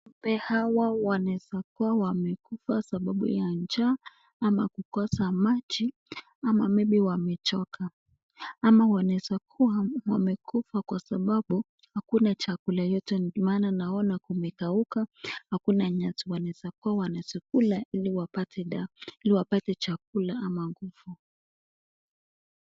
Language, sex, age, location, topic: Swahili, female, 18-24, Nakuru, agriculture